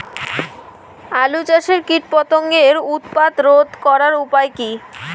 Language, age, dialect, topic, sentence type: Bengali, 18-24, Rajbangshi, agriculture, question